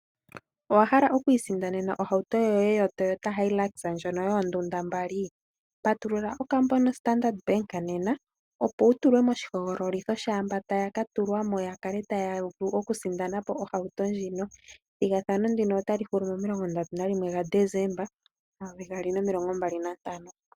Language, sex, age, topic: Oshiwambo, female, 18-24, finance